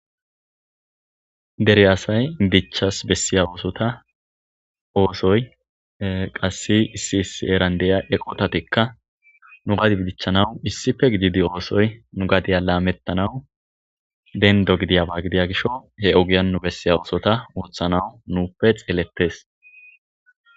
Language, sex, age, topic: Gamo, male, 25-35, government